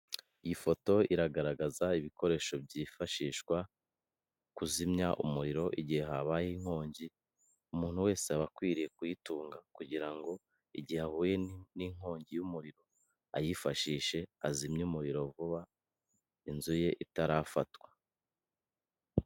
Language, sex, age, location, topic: Kinyarwanda, male, 25-35, Kigali, government